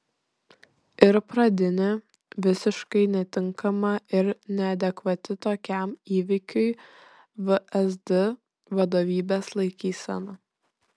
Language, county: Lithuanian, Šiauliai